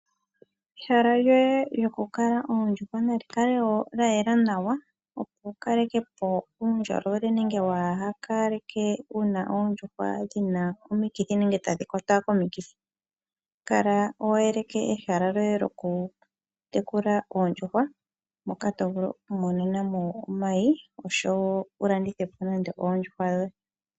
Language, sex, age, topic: Oshiwambo, female, 36-49, agriculture